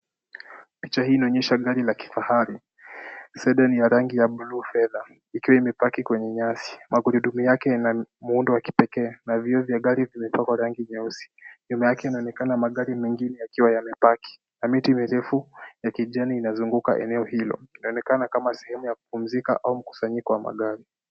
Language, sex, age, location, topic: Swahili, male, 18-24, Kisumu, finance